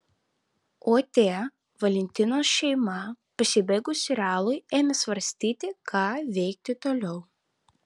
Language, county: Lithuanian, Vilnius